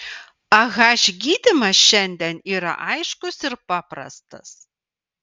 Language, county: Lithuanian, Vilnius